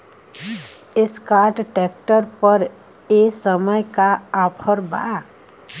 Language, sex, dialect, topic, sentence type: Bhojpuri, female, Western, agriculture, question